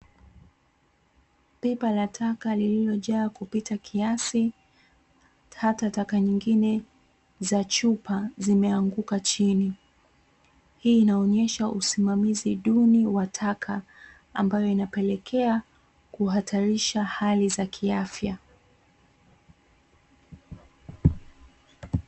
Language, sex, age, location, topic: Swahili, female, 25-35, Dar es Salaam, government